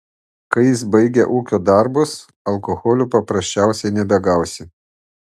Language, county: Lithuanian, Panevėžys